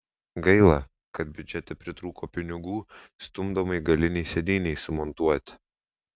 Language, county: Lithuanian, Vilnius